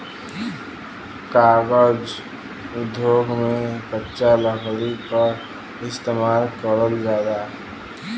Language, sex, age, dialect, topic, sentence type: Bhojpuri, male, 18-24, Western, agriculture, statement